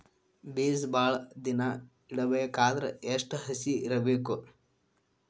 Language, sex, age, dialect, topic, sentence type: Kannada, male, 18-24, Dharwad Kannada, agriculture, question